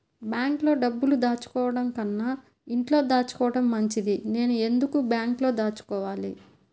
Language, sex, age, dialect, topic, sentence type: Telugu, female, 31-35, Central/Coastal, banking, question